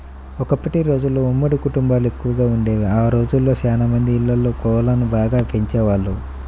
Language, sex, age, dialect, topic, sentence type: Telugu, male, 31-35, Central/Coastal, agriculture, statement